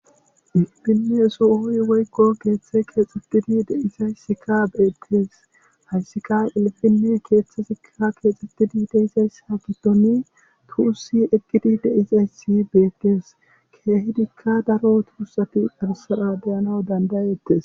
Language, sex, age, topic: Gamo, male, 36-49, government